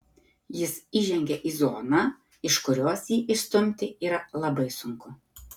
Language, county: Lithuanian, Tauragė